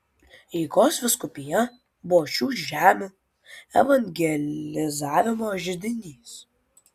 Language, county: Lithuanian, Kaunas